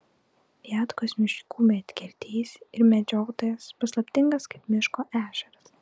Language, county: Lithuanian, Klaipėda